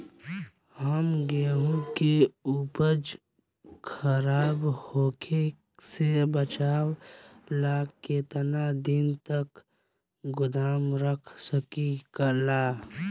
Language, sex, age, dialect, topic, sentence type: Bhojpuri, male, 18-24, Southern / Standard, agriculture, question